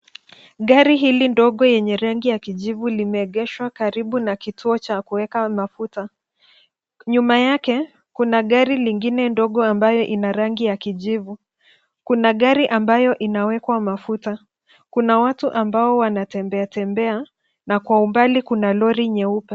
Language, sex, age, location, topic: Swahili, female, 25-35, Nairobi, finance